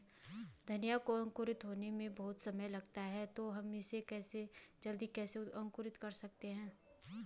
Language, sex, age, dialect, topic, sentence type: Hindi, female, 25-30, Garhwali, agriculture, question